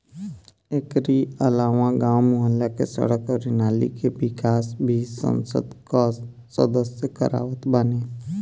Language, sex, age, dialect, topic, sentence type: Bhojpuri, male, 25-30, Northern, banking, statement